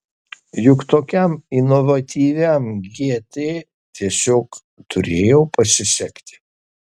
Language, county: Lithuanian, Šiauliai